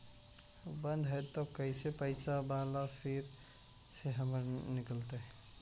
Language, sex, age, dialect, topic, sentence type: Magahi, male, 18-24, Central/Standard, banking, question